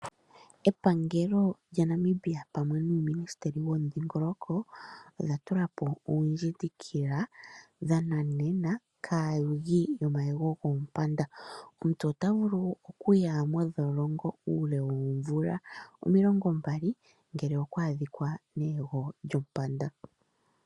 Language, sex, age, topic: Oshiwambo, female, 25-35, agriculture